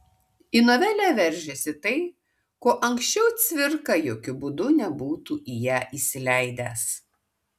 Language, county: Lithuanian, Kaunas